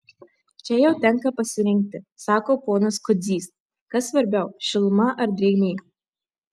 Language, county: Lithuanian, Marijampolė